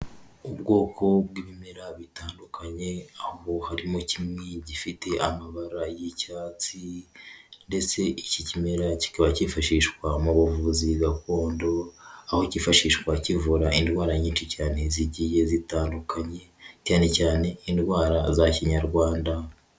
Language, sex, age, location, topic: Kinyarwanda, female, 18-24, Huye, health